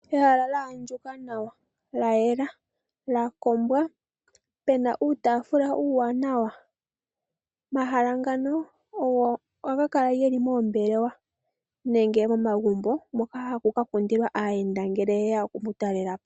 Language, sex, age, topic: Oshiwambo, male, 18-24, finance